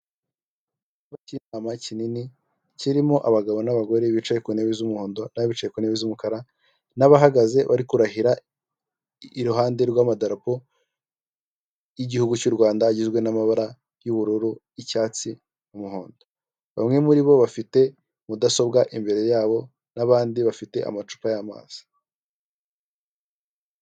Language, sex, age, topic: Kinyarwanda, male, 18-24, government